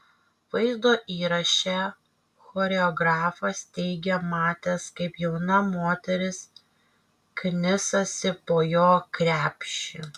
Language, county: Lithuanian, Kaunas